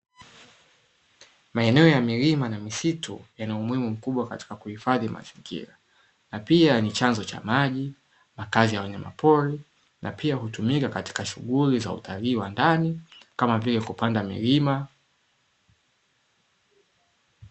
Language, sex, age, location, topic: Swahili, male, 18-24, Dar es Salaam, agriculture